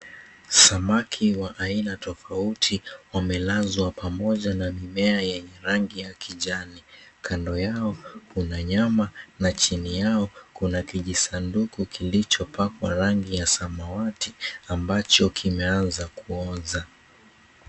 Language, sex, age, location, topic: Swahili, male, 18-24, Mombasa, agriculture